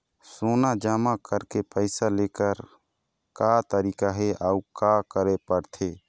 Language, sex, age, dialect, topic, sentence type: Chhattisgarhi, male, 25-30, Eastern, banking, question